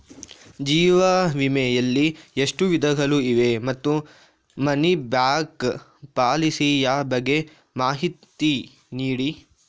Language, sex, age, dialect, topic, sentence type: Kannada, male, 46-50, Coastal/Dakshin, banking, question